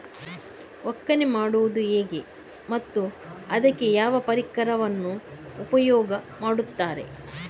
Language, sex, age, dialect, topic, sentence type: Kannada, female, 18-24, Coastal/Dakshin, agriculture, question